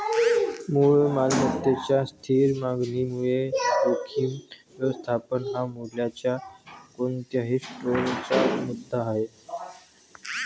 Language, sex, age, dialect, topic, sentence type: Marathi, male, 31-35, Varhadi, banking, statement